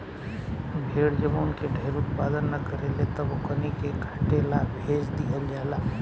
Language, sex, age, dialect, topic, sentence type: Bhojpuri, male, 18-24, Southern / Standard, agriculture, statement